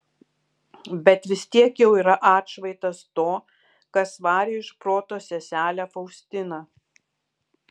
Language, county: Lithuanian, Kaunas